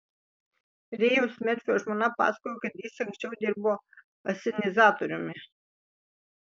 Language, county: Lithuanian, Vilnius